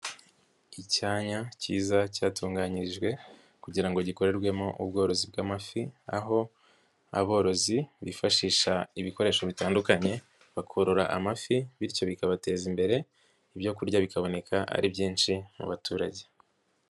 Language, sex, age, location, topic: Kinyarwanda, female, 50+, Nyagatare, agriculture